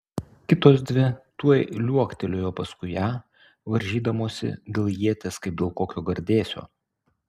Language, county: Lithuanian, Utena